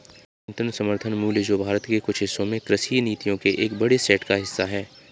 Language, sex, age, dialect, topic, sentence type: Hindi, male, 25-30, Kanauji Braj Bhasha, agriculture, statement